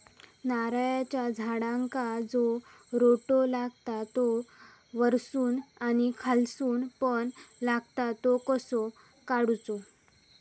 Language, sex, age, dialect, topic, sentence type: Marathi, female, 18-24, Southern Konkan, agriculture, question